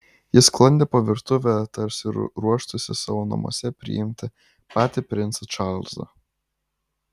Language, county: Lithuanian, Kaunas